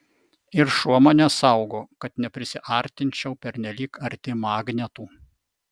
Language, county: Lithuanian, Vilnius